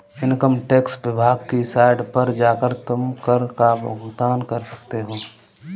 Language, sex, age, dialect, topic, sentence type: Hindi, male, 18-24, Kanauji Braj Bhasha, banking, statement